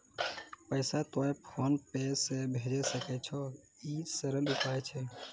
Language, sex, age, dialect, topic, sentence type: Maithili, male, 18-24, Angika, banking, question